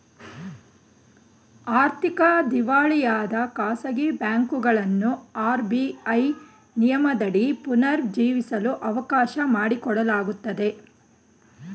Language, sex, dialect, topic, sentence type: Kannada, female, Mysore Kannada, banking, statement